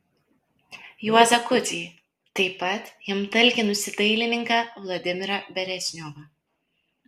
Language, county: Lithuanian, Kaunas